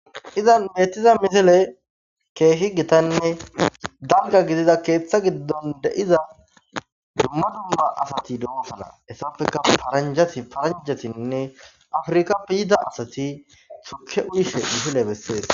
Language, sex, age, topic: Gamo, male, 18-24, government